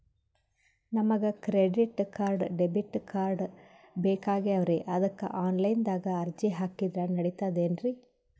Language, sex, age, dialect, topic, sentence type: Kannada, female, 18-24, Northeastern, banking, question